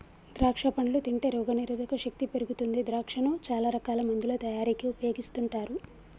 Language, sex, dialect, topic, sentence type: Telugu, female, Telangana, agriculture, statement